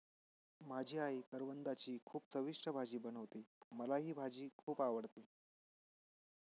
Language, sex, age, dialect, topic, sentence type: Marathi, male, 25-30, Northern Konkan, agriculture, statement